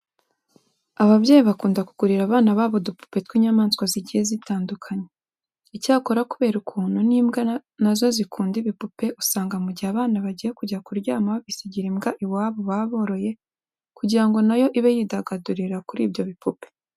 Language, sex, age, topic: Kinyarwanda, female, 18-24, education